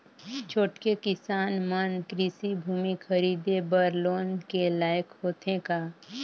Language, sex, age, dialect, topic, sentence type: Chhattisgarhi, male, 25-30, Northern/Bhandar, agriculture, statement